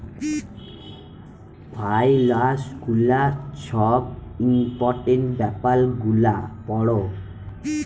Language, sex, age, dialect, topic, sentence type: Bengali, male, <18, Jharkhandi, banking, statement